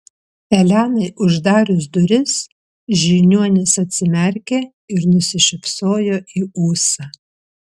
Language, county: Lithuanian, Vilnius